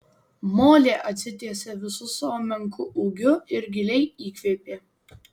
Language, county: Lithuanian, Vilnius